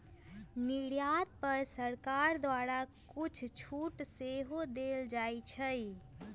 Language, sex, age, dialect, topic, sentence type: Magahi, female, 18-24, Western, banking, statement